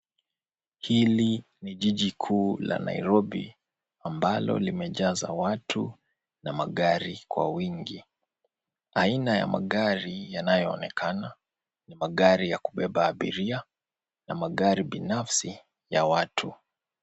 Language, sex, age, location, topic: Swahili, male, 25-35, Nairobi, government